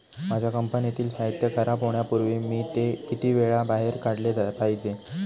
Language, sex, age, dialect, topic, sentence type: Marathi, male, 18-24, Standard Marathi, agriculture, question